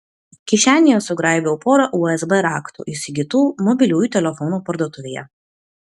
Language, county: Lithuanian, Kaunas